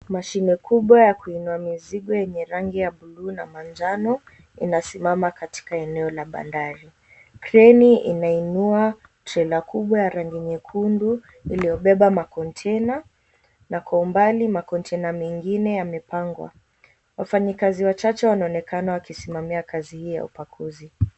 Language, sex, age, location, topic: Swahili, female, 18-24, Mombasa, government